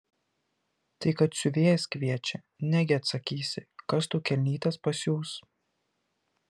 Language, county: Lithuanian, Kaunas